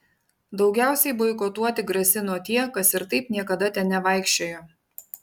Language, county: Lithuanian, Panevėžys